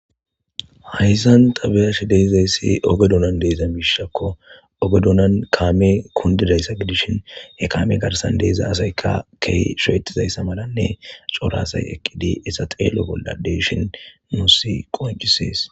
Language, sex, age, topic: Gamo, male, 25-35, government